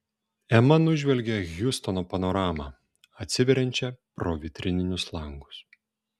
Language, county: Lithuanian, Šiauliai